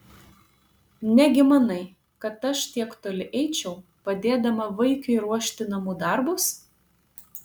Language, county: Lithuanian, Panevėžys